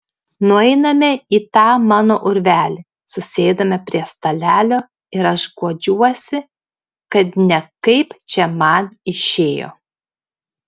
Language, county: Lithuanian, Klaipėda